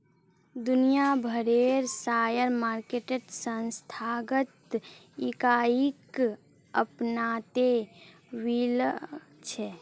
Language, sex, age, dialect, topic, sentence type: Magahi, male, 31-35, Northeastern/Surjapuri, banking, statement